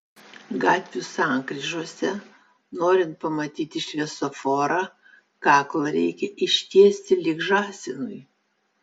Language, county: Lithuanian, Vilnius